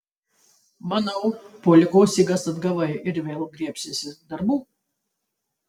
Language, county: Lithuanian, Tauragė